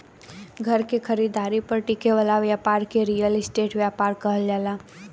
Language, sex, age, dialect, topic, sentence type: Bhojpuri, female, 18-24, Southern / Standard, banking, statement